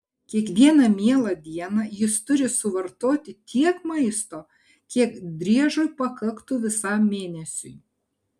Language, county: Lithuanian, Kaunas